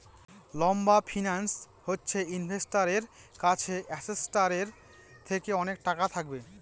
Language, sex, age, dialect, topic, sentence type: Bengali, male, 25-30, Northern/Varendri, banking, statement